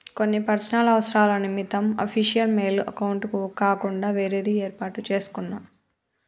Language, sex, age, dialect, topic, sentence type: Telugu, male, 25-30, Telangana, banking, statement